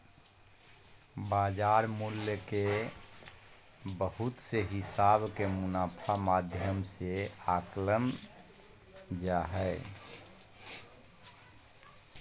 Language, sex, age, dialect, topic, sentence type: Magahi, male, 25-30, Southern, banking, statement